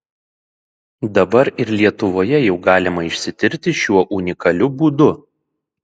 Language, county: Lithuanian, Šiauliai